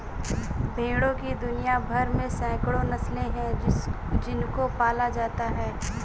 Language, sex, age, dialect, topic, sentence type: Hindi, female, 46-50, Marwari Dhudhari, agriculture, statement